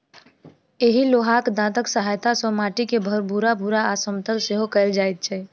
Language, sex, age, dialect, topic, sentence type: Maithili, female, 60-100, Southern/Standard, agriculture, statement